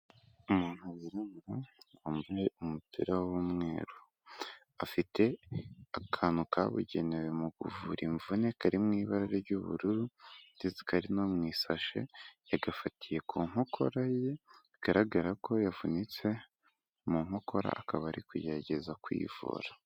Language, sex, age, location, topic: Kinyarwanda, male, 18-24, Kigali, health